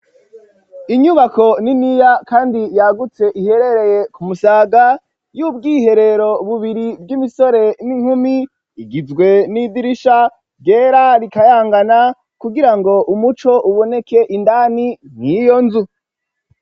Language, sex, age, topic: Rundi, female, 18-24, education